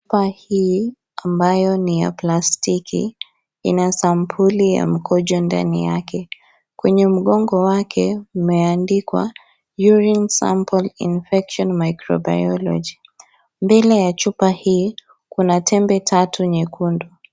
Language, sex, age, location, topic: Swahili, female, 25-35, Kisii, health